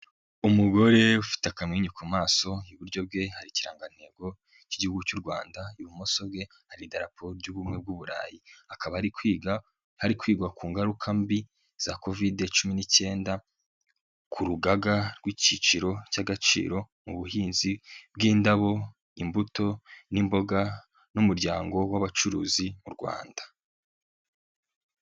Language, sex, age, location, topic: Kinyarwanda, male, 18-24, Nyagatare, agriculture